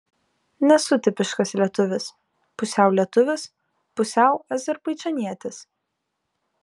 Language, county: Lithuanian, Kaunas